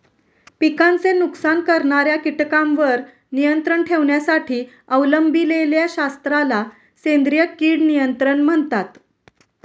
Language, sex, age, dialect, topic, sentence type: Marathi, female, 31-35, Standard Marathi, agriculture, statement